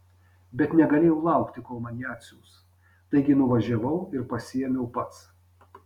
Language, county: Lithuanian, Panevėžys